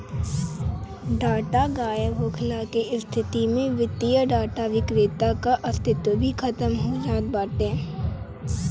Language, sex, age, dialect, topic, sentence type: Bhojpuri, male, 18-24, Northern, banking, statement